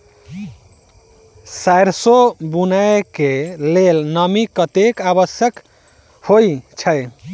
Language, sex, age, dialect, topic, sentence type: Maithili, male, 25-30, Southern/Standard, agriculture, question